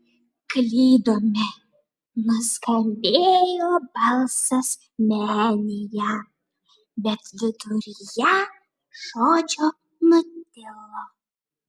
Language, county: Lithuanian, Šiauliai